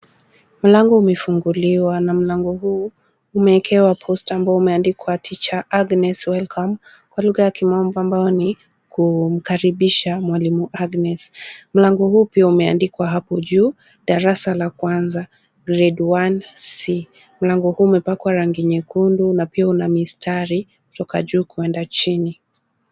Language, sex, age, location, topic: Swahili, female, 18-24, Kisumu, education